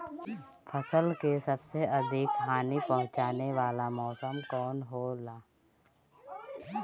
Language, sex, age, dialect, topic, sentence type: Bhojpuri, female, 25-30, Northern, agriculture, question